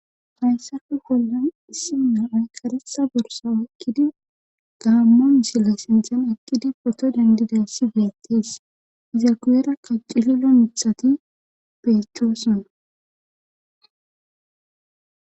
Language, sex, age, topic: Gamo, female, 25-35, government